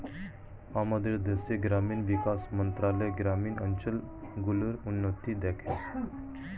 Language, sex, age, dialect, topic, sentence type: Bengali, male, 36-40, Standard Colloquial, agriculture, statement